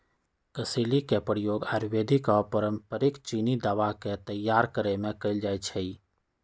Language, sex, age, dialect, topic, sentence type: Magahi, male, 60-100, Western, agriculture, statement